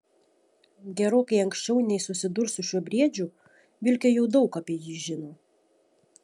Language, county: Lithuanian, Šiauliai